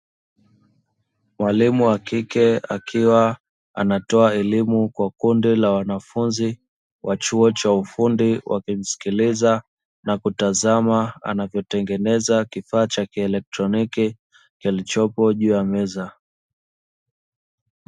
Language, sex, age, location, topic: Swahili, male, 25-35, Dar es Salaam, education